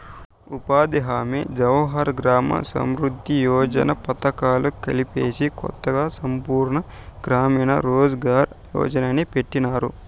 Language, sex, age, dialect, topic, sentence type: Telugu, male, 18-24, Southern, banking, statement